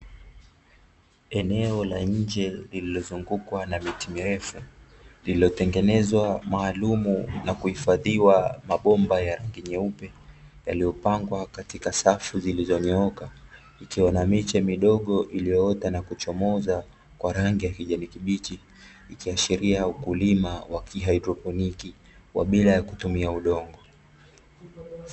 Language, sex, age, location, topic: Swahili, male, 18-24, Dar es Salaam, agriculture